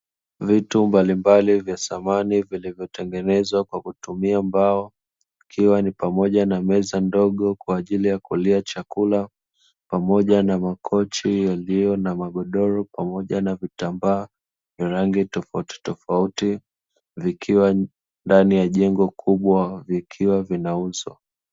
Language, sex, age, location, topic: Swahili, male, 25-35, Dar es Salaam, finance